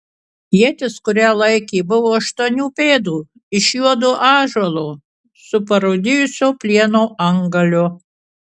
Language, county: Lithuanian, Kaunas